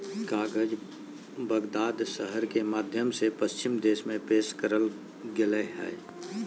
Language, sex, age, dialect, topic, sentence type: Magahi, male, 36-40, Southern, agriculture, statement